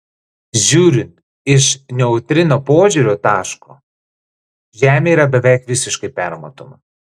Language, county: Lithuanian, Klaipėda